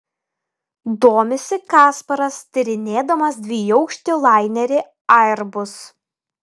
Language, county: Lithuanian, Telšiai